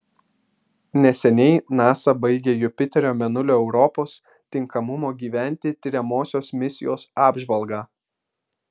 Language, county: Lithuanian, Vilnius